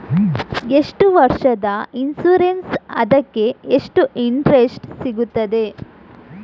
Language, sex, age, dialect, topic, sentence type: Kannada, female, 46-50, Coastal/Dakshin, banking, question